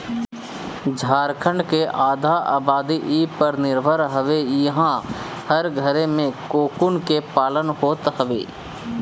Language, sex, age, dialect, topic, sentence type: Bhojpuri, male, 25-30, Northern, agriculture, statement